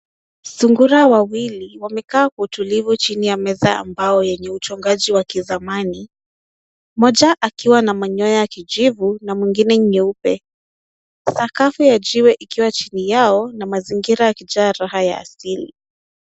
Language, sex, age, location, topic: Swahili, female, 18-24, Nairobi, agriculture